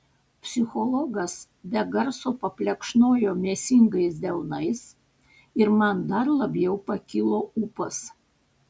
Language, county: Lithuanian, Panevėžys